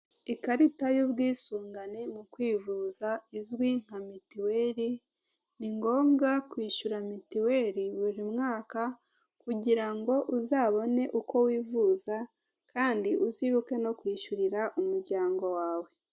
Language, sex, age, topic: Kinyarwanda, female, 18-24, finance